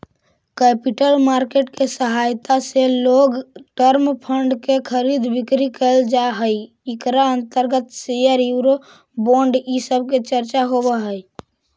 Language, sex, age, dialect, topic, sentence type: Magahi, male, 18-24, Central/Standard, agriculture, statement